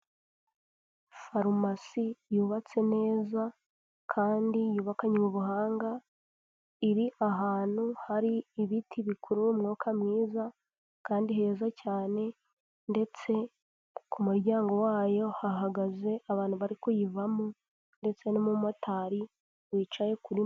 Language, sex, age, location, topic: Kinyarwanda, female, 18-24, Huye, health